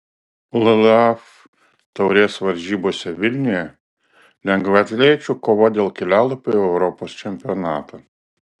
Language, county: Lithuanian, Alytus